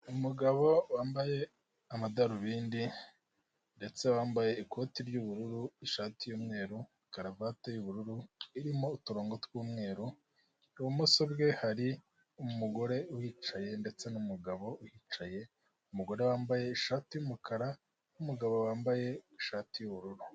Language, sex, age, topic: Kinyarwanda, male, 18-24, government